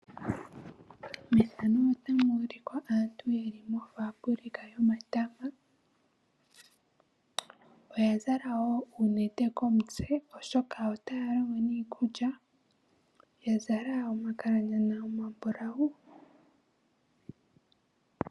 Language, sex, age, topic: Oshiwambo, female, 18-24, agriculture